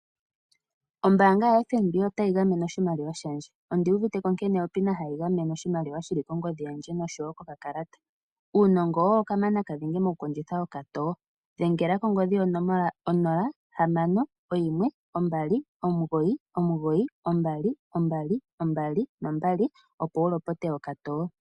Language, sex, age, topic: Oshiwambo, female, 18-24, finance